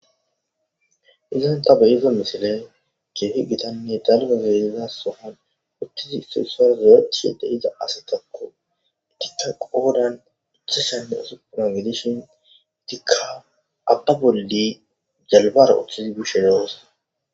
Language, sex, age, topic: Gamo, male, 25-35, government